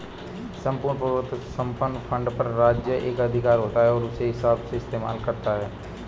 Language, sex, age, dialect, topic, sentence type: Hindi, male, 25-30, Marwari Dhudhari, banking, statement